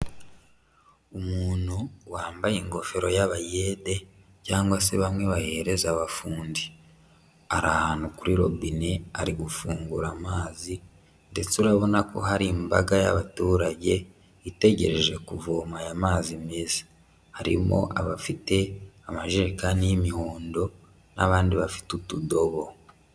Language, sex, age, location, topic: Kinyarwanda, male, 25-35, Huye, health